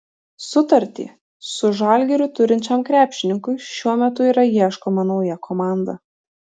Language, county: Lithuanian, Vilnius